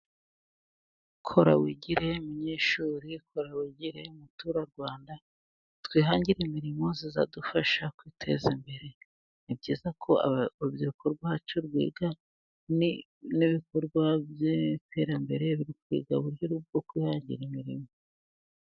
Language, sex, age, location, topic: Kinyarwanda, female, 36-49, Musanze, education